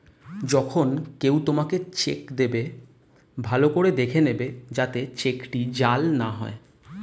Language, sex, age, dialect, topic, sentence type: Bengali, male, 25-30, Standard Colloquial, banking, statement